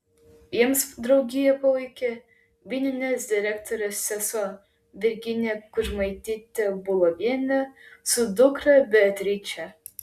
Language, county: Lithuanian, Klaipėda